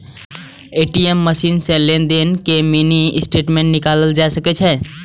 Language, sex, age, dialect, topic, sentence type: Maithili, male, 18-24, Eastern / Thethi, banking, statement